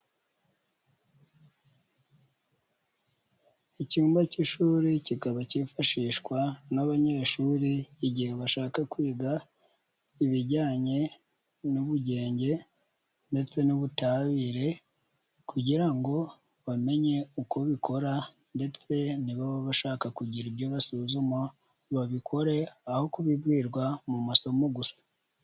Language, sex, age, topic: Kinyarwanda, female, 25-35, education